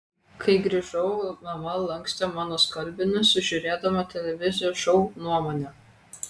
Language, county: Lithuanian, Kaunas